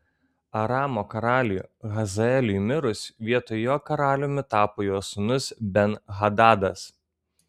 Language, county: Lithuanian, Kaunas